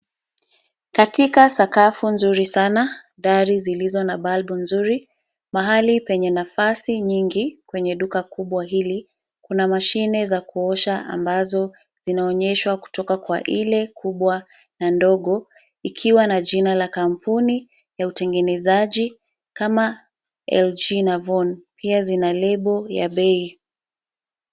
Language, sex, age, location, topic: Swahili, female, 36-49, Nairobi, finance